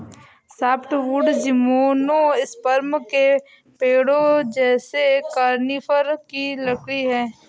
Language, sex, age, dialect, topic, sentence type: Hindi, female, 56-60, Awadhi Bundeli, agriculture, statement